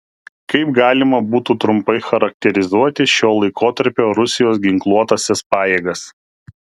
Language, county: Lithuanian, Kaunas